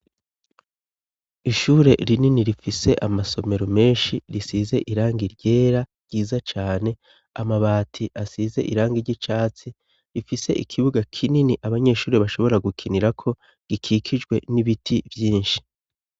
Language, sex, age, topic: Rundi, male, 36-49, education